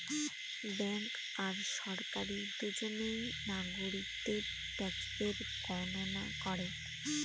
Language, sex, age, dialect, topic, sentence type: Bengali, female, 25-30, Northern/Varendri, banking, statement